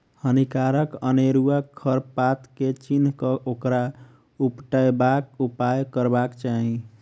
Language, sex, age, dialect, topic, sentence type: Maithili, male, 41-45, Southern/Standard, agriculture, statement